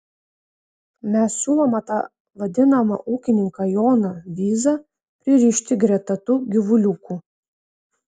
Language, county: Lithuanian, Vilnius